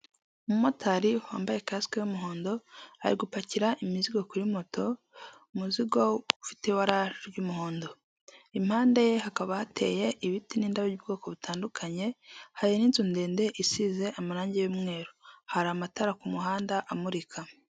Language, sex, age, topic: Kinyarwanda, female, 25-35, finance